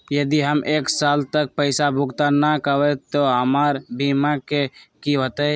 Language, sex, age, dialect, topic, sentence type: Magahi, male, 25-30, Western, banking, question